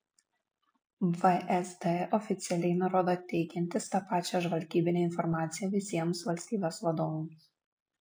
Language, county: Lithuanian, Vilnius